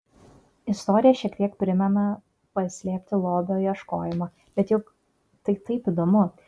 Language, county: Lithuanian, Kaunas